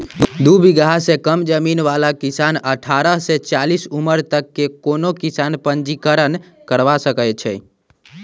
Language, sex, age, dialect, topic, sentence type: Magahi, male, 18-24, Western, agriculture, statement